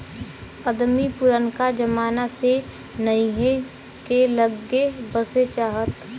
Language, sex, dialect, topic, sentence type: Bhojpuri, female, Western, agriculture, statement